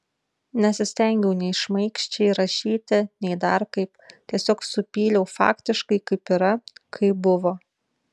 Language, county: Lithuanian, Šiauliai